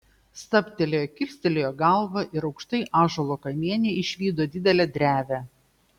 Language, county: Lithuanian, Šiauliai